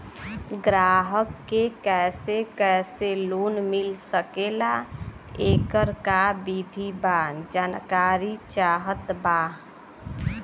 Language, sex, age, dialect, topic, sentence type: Bhojpuri, female, 18-24, Western, banking, question